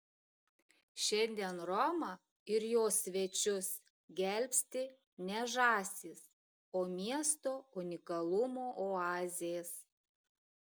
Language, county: Lithuanian, Šiauliai